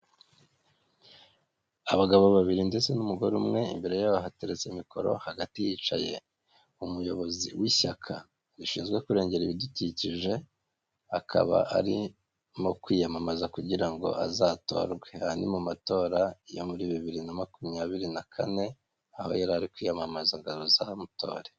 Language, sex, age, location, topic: Kinyarwanda, male, 25-35, Kigali, government